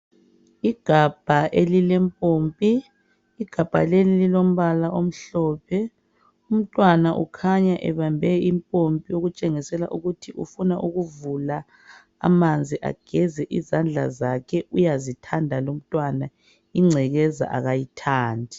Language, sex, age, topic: North Ndebele, female, 36-49, health